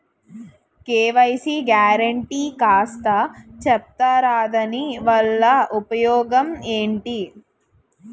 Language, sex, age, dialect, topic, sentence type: Telugu, female, 18-24, Utterandhra, banking, question